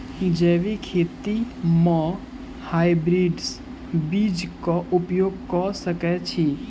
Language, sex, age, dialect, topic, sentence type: Maithili, male, 18-24, Southern/Standard, agriculture, question